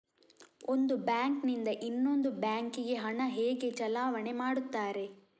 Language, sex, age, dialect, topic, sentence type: Kannada, male, 36-40, Coastal/Dakshin, banking, question